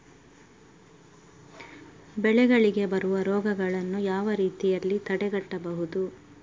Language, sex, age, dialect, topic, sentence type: Kannada, female, 31-35, Coastal/Dakshin, agriculture, question